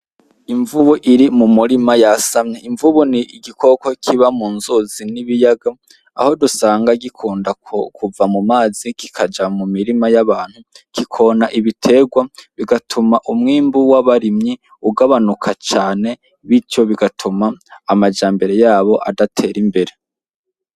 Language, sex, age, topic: Rundi, male, 18-24, agriculture